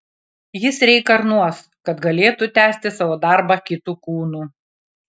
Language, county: Lithuanian, Kaunas